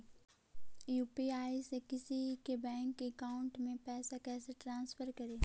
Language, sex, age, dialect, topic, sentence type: Magahi, female, 18-24, Central/Standard, banking, question